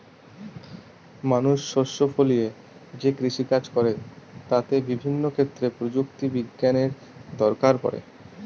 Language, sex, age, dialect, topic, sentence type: Bengali, male, 31-35, Northern/Varendri, agriculture, statement